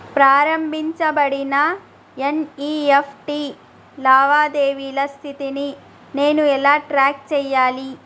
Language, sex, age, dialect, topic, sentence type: Telugu, female, 31-35, Telangana, banking, question